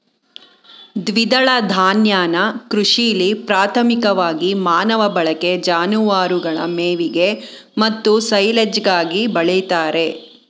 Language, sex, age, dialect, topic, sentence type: Kannada, female, 41-45, Mysore Kannada, agriculture, statement